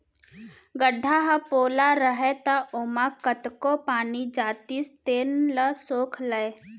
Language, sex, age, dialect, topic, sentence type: Chhattisgarhi, female, 60-100, Central, agriculture, statement